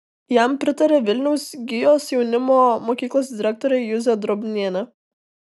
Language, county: Lithuanian, Tauragė